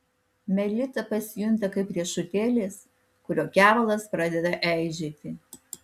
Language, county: Lithuanian, Alytus